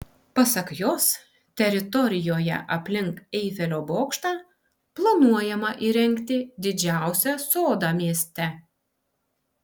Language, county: Lithuanian, Panevėžys